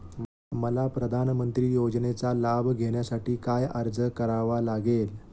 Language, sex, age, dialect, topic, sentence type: Marathi, male, 25-30, Standard Marathi, banking, question